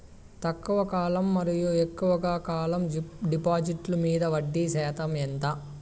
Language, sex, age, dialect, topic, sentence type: Telugu, male, 18-24, Southern, banking, question